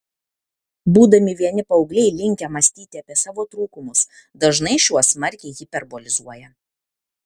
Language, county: Lithuanian, Kaunas